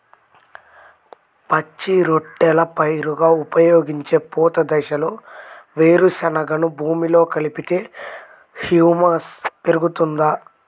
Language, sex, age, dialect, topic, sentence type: Telugu, male, 18-24, Central/Coastal, agriculture, question